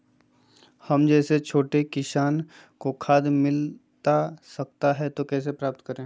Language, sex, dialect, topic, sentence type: Magahi, male, Southern, agriculture, question